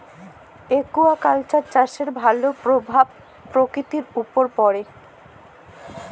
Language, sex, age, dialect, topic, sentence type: Bengali, female, 18-24, Jharkhandi, agriculture, statement